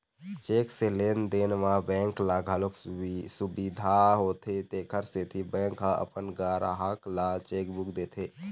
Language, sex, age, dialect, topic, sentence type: Chhattisgarhi, male, 18-24, Eastern, banking, statement